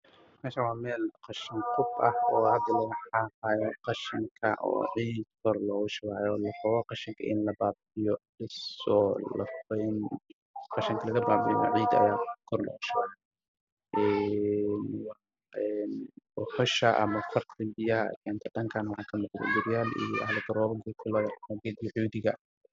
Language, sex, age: Somali, male, 18-24